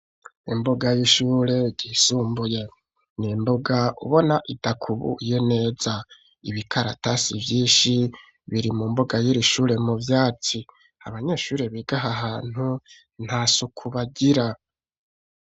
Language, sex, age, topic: Rundi, male, 25-35, education